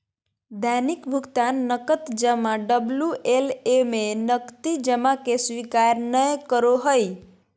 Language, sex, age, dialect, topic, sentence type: Magahi, female, 41-45, Southern, banking, statement